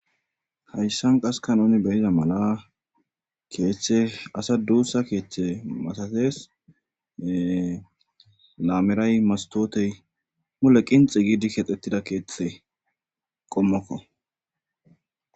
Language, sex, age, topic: Gamo, male, 25-35, government